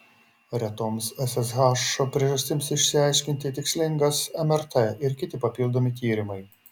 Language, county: Lithuanian, Šiauliai